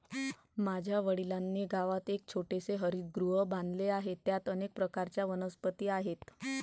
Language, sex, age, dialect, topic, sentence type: Marathi, female, 25-30, Varhadi, agriculture, statement